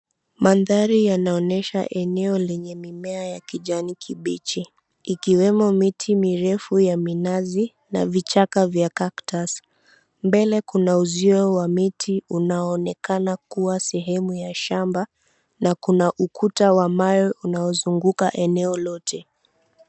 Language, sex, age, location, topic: Swahili, female, 18-24, Mombasa, agriculture